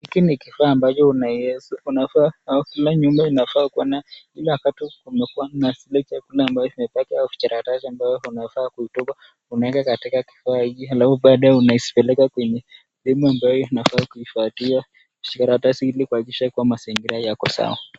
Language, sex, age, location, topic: Swahili, male, 25-35, Nakuru, government